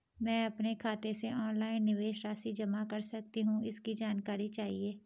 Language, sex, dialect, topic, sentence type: Hindi, female, Garhwali, banking, question